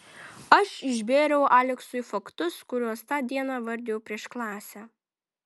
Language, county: Lithuanian, Vilnius